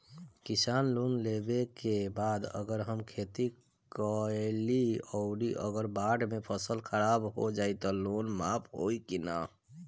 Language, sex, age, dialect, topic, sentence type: Bhojpuri, female, 25-30, Northern, banking, question